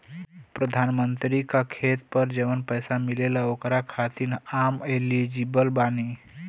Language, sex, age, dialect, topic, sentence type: Bhojpuri, male, 25-30, Western, banking, question